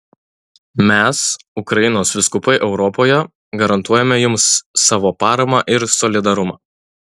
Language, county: Lithuanian, Utena